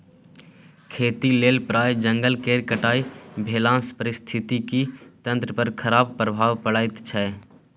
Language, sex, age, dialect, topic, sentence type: Maithili, male, 18-24, Bajjika, agriculture, statement